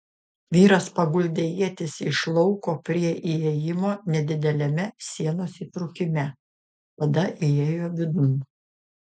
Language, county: Lithuanian, Šiauliai